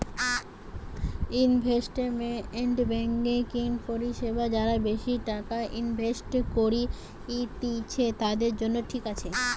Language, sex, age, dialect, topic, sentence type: Bengali, female, 18-24, Western, banking, statement